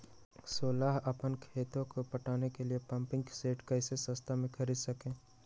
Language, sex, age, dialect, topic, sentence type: Magahi, male, 60-100, Western, agriculture, question